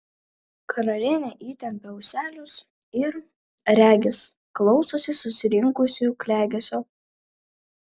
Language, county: Lithuanian, Vilnius